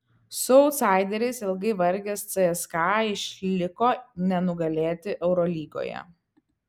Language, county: Lithuanian, Kaunas